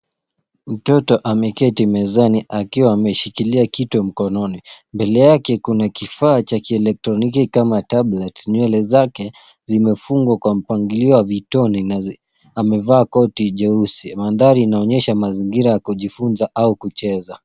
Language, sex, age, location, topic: Swahili, male, 18-24, Nairobi, education